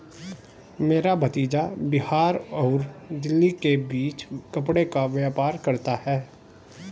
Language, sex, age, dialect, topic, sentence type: Hindi, male, 36-40, Hindustani Malvi Khadi Boli, banking, statement